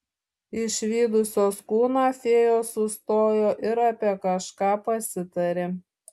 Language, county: Lithuanian, Šiauliai